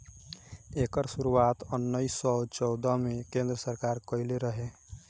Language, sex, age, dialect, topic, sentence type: Bhojpuri, male, 18-24, Southern / Standard, agriculture, statement